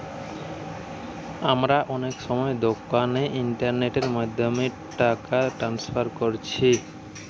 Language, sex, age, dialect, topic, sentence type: Bengali, male, 18-24, Western, banking, statement